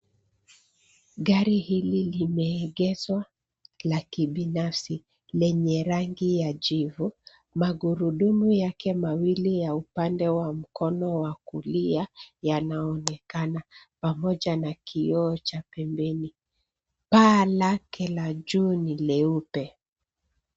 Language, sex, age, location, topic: Swahili, female, 36-49, Nairobi, finance